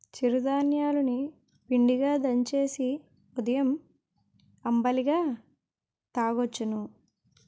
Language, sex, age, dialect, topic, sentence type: Telugu, female, 18-24, Utterandhra, agriculture, statement